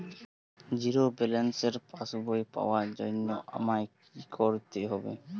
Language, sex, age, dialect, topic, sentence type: Bengali, male, 18-24, Jharkhandi, banking, question